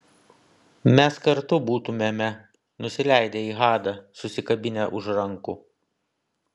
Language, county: Lithuanian, Vilnius